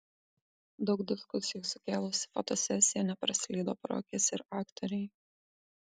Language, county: Lithuanian, Kaunas